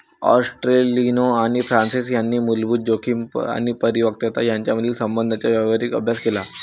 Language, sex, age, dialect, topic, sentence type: Marathi, male, 18-24, Varhadi, banking, statement